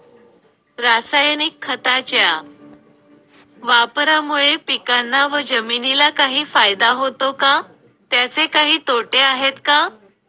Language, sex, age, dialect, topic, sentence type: Marathi, female, 31-35, Northern Konkan, agriculture, question